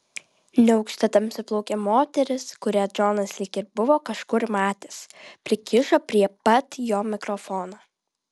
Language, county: Lithuanian, Vilnius